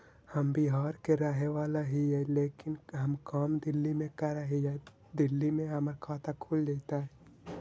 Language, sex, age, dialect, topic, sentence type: Magahi, male, 56-60, Central/Standard, banking, question